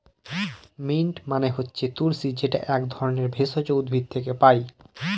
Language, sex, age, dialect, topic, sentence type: Bengali, male, 18-24, Northern/Varendri, agriculture, statement